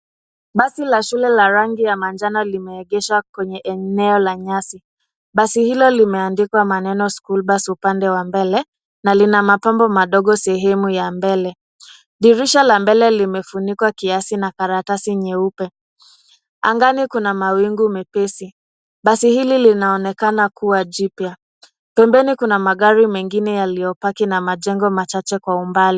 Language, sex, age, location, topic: Swahili, female, 25-35, Nairobi, education